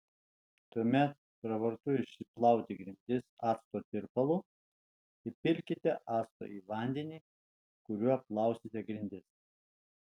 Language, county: Lithuanian, Alytus